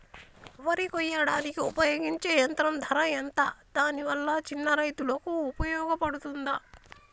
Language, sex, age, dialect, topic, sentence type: Telugu, female, 25-30, Telangana, agriculture, question